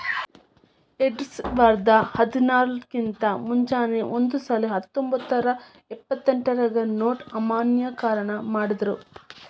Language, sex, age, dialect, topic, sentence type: Kannada, female, 25-30, Dharwad Kannada, banking, statement